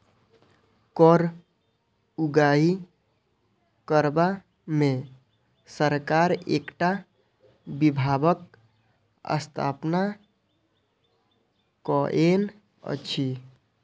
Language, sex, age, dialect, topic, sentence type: Maithili, male, 18-24, Southern/Standard, banking, statement